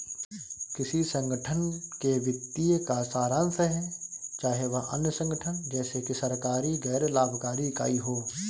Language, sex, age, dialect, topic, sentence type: Hindi, male, 25-30, Awadhi Bundeli, banking, statement